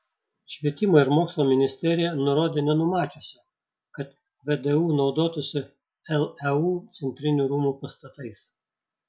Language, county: Lithuanian, Šiauliai